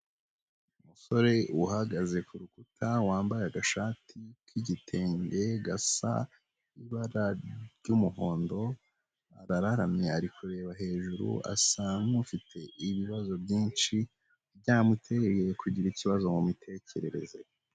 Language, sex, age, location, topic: Kinyarwanda, male, 18-24, Huye, health